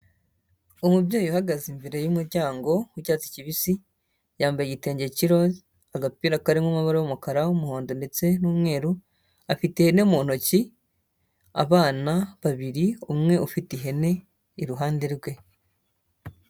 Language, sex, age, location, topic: Kinyarwanda, male, 18-24, Huye, agriculture